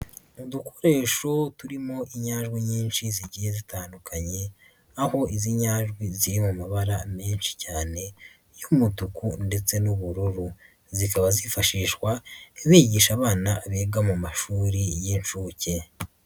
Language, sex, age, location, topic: Kinyarwanda, female, 50+, Nyagatare, education